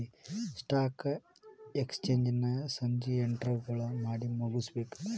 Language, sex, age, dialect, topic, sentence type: Kannada, male, 18-24, Dharwad Kannada, banking, statement